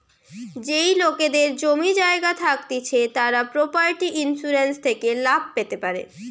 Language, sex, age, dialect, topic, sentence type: Bengali, female, <18, Western, banking, statement